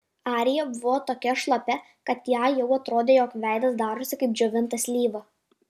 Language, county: Lithuanian, Kaunas